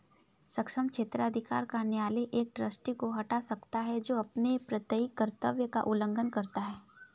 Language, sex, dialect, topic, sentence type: Hindi, female, Kanauji Braj Bhasha, banking, statement